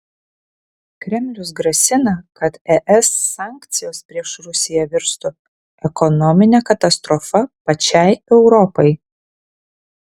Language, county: Lithuanian, Vilnius